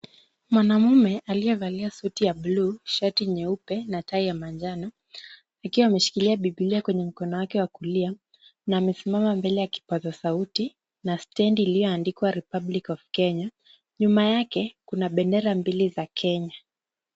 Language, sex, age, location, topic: Swahili, female, 18-24, Kisumu, government